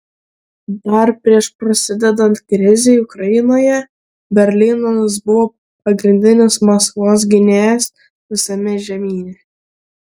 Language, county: Lithuanian, Vilnius